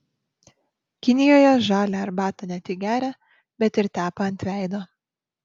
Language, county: Lithuanian, Marijampolė